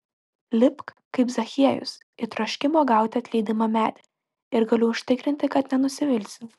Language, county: Lithuanian, Klaipėda